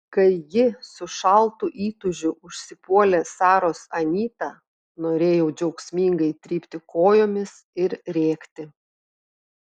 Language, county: Lithuanian, Telšiai